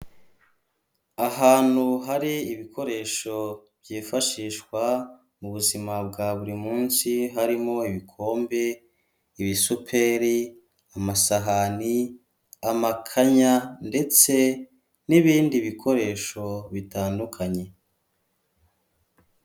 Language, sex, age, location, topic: Kinyarwanda, male, 25-35, Kigali, health